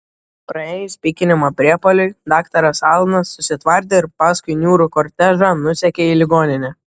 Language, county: Lithuanian, Vilnius